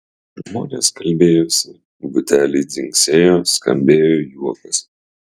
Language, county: Lithuanian, Utena